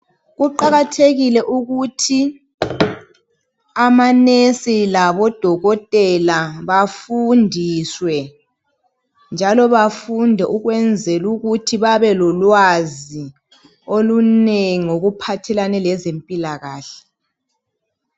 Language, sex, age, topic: North Ndebele, female, 18-24, health